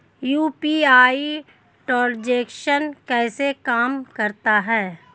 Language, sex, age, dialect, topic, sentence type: Hindi, female, 31-35, Hindustani Malvi Khadi Boli, banking, question